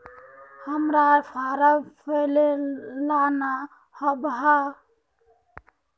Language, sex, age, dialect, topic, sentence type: Magahi, female, 18-24, Northeastern/Surjapuri, banking, question